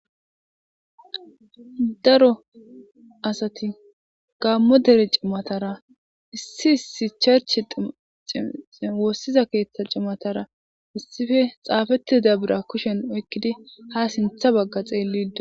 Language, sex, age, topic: Gamo, female, 18-24, government